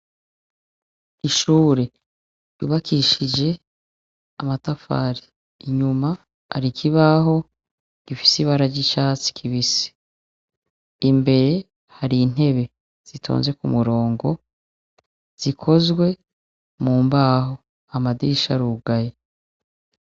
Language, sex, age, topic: Rundi, female, 36-49, education